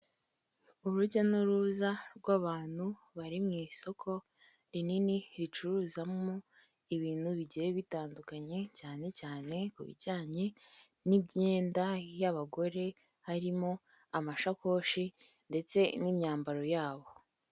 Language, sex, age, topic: Kinyarwanda, female, 25-35, finance